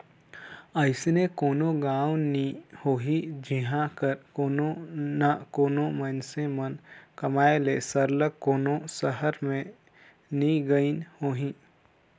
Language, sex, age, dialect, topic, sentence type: Chhattisgarhi, male, 56-60, Northern/Bhandar, agriculture, statement